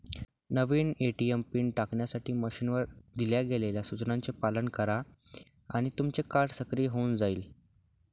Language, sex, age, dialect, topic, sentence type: Marathi, male, 18-24, Northern Konkan, banking, statement